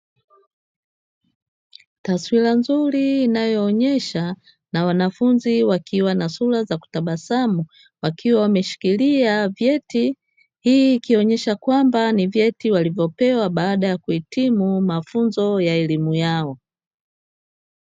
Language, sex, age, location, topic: Swahili, female, 50+, Dar es Salaam, education